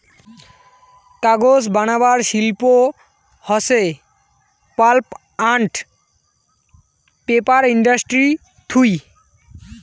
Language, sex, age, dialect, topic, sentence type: Bengali, male, 18-24, Rajbangshi, agriculture, statement